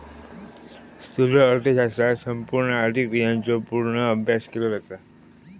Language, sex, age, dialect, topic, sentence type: Marathi, male, 25-30, Southern Konkan, banking, statement